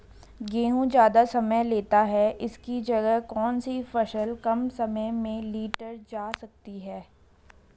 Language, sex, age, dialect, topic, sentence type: Hindi, female, 18-24, Garhwali, agriculture, question